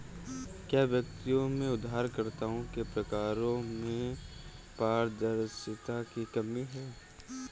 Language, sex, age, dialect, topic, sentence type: Hindi, male, 18-24, Kanauji Braj Bhasha, banking, statement